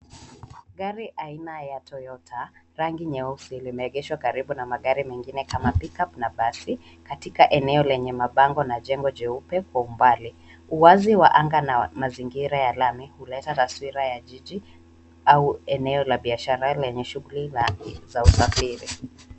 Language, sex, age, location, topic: Swahili, female, 18-24, Nairobi, finance